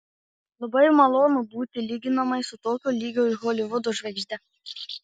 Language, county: Lithuanian, Marijampolė